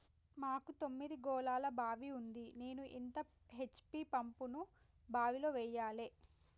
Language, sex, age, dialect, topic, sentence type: Telugu, female, 18-24, Telangana, agriculture, question